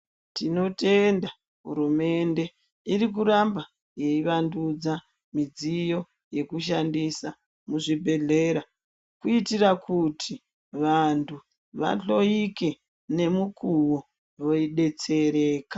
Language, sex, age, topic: Ndau, male, 50+, health